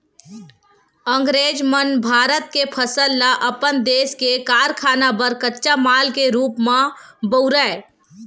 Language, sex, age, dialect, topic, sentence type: Chhattisgarhi, female, 18-24, Western/Budati/Khatahi, agriculture, statement